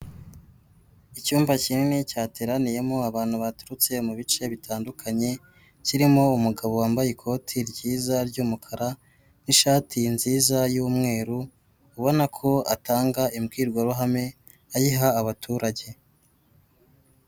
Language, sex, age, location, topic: Kinyarwanda, female, 18-24, Kigali, health